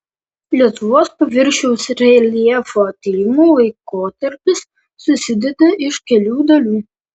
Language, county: Lithuanian, Vilnius